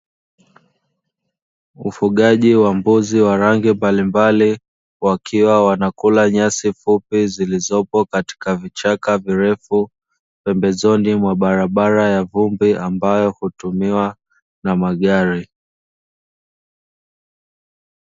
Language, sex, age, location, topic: Swahili, male, 25-35, Dar es Salaam, agriculture